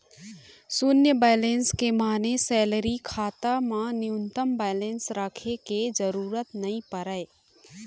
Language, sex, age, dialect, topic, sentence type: Chhattisgarhi, female, 18-24, Eastern, banking, statement